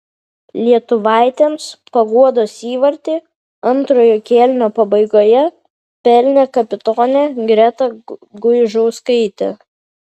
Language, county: Lithuanian, Vilnius